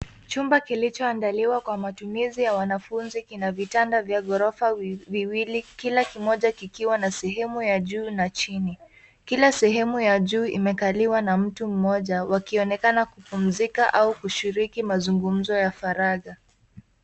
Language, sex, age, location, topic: Swahili, female, 18-24, Nairobi, education